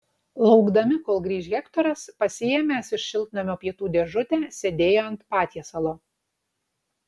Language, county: Lithuanian, Utena